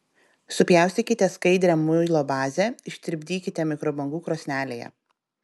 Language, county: Lithuanian, Telšiai